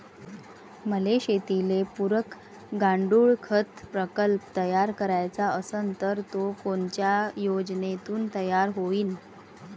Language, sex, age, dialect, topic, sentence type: Marathi, female, 36-40, Varhadi, agriculture, question